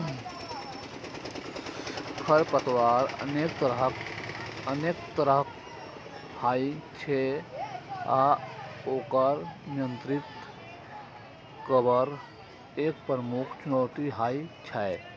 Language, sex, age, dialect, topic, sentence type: Maithili, male, 31-35, Eastern / Thethi, agriculture, statement